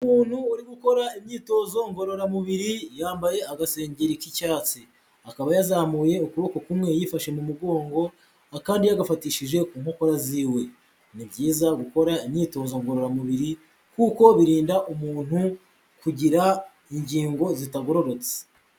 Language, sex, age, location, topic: Kinyarwanda, male, 50+, Huye, health